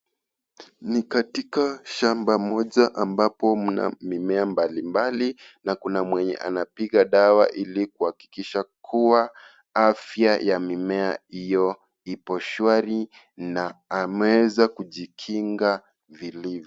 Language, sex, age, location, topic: Swahili, male, 25-35, Kisii, health